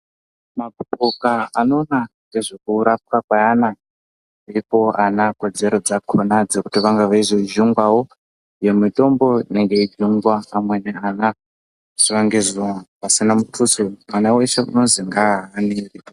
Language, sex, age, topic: Ndau, male, 50+, health